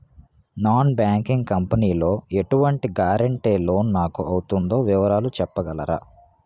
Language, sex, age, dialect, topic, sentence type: Telugu, male, 18-24, Utterandhra, banking, question